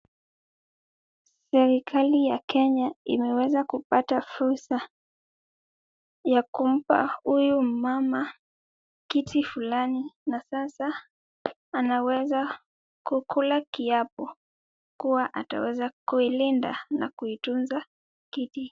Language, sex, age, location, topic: Swahili, female, 18-24, Kisumu, government